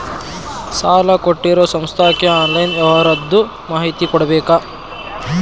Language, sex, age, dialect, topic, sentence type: Kannada, male, 18-24, Dharwad Kannada, banking, question